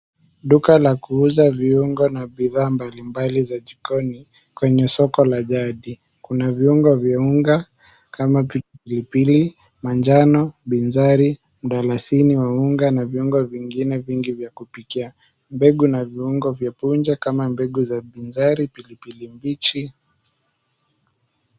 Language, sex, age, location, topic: Swahili, male, 18-24, Mombasa, agriculture